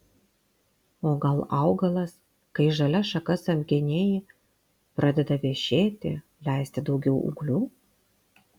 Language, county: Lithuanian, Vilnius